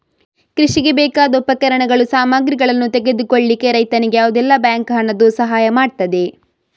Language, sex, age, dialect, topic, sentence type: Kannada, female, 31-35, Coastal/Dakshin, agriculture, question